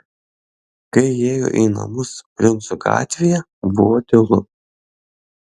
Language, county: Lithuanian, Šiauliai